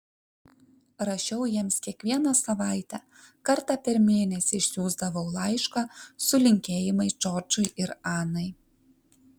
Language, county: Lithuanian, Kaunas